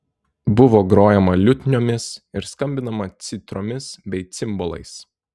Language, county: Lithuanian, Telšiai